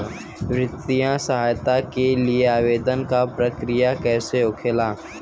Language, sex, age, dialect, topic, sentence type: Bhojpuri, female, 18-24, Western, agriculture, question